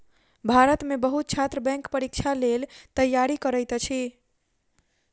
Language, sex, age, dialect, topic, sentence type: Maithili, female, 51-55, Southern/Standard, banking, statement